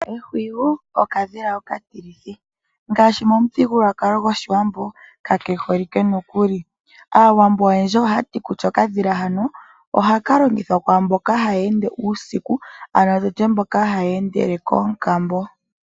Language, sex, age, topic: Oshiwambo, female, 25-35, agriculture